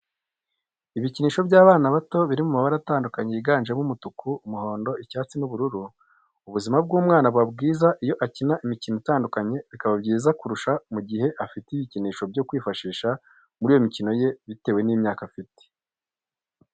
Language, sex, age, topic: Kinyarwanda, male, 25-35, education